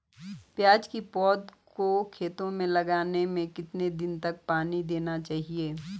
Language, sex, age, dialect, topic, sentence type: Hindi, female, 41-45, Garhwali, agriculture, question